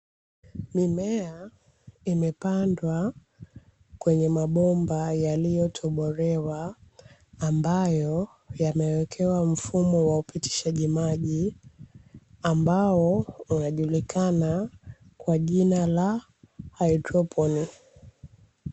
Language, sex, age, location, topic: Swahili, female, 25-35, Dar es Salaam, agriculture